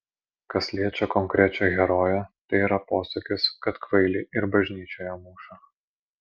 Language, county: Lithuanian, Vilnius